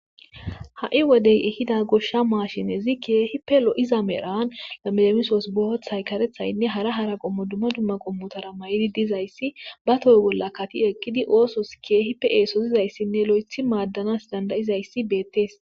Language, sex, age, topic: Gamo, female, 25-35, agriculture